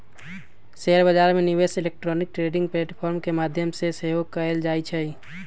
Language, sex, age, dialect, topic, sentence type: Magahi, male, 18-24, Western, banking, statement